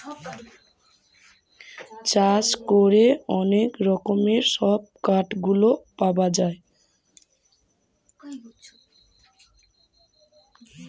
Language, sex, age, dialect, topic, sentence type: Bengali, female, 25-30, Western, agriculture, statement